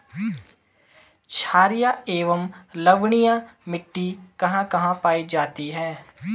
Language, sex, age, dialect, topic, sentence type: Hindi, male, 18-24, Garhwali, agriculture, question